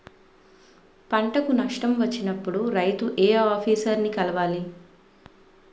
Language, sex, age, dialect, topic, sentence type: Telugu, female, 36-40, Utterandhra, agriculture, question